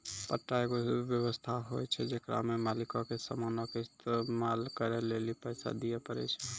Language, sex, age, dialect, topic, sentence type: Maithili, male, 18-24, Angika, banking, statement